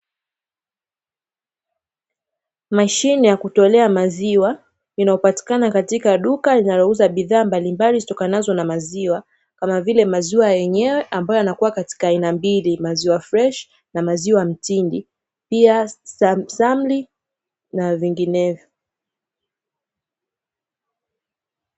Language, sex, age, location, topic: Swahili, female, 18-24, Dar es Salaam, finance